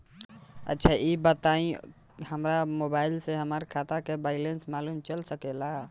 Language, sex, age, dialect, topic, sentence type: Bhojpuri, male, 18-24, Southern / Standard, banking, question